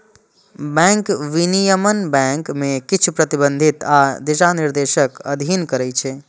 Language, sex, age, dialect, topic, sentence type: Maithili, male, 25-30, Eastern / Thethi, banking, statement